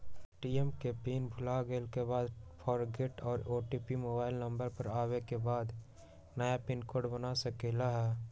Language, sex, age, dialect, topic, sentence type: Magahi, male, 18-24, Western, banking, question